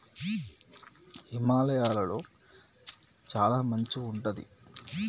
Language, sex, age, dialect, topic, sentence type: Telugu, male, 18-24, Telangana, agriculture, statement